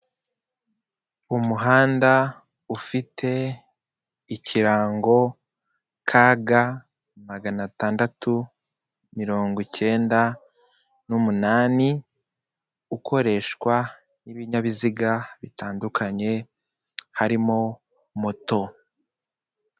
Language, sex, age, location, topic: Kinyarwanda, male, 25-35, Kigali, government